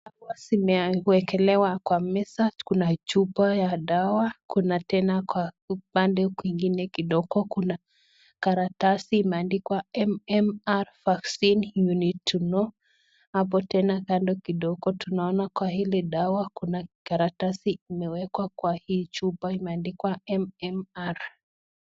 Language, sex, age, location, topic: Swahili, female, 25-35, Nakuru, health